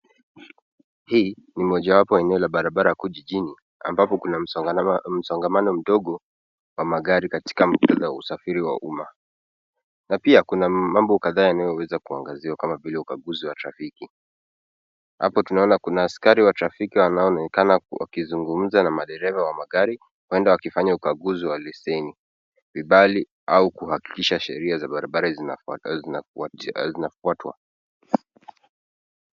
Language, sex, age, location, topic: Swahili, male, 18-24, Nairobi, government